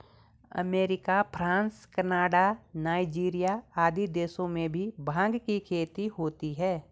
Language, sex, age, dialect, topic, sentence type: Hindi, female, 46-50, Garhwali, agriculture, statement